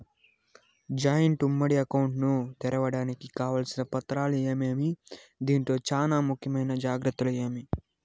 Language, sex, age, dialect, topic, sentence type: Telugu, male, 18-24, Southern, banking, question